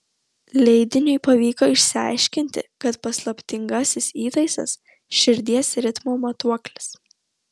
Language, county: Lithuanian, Vilnius